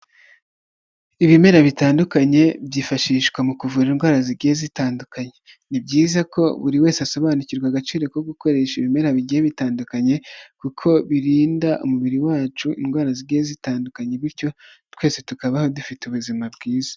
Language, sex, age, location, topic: Kinyarwanda, male, 25-35, Huye, health